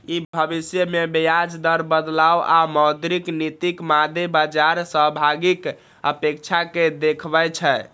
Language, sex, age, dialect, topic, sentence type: Maithili, male, 31-35, Eastern / Thethi, banking, statement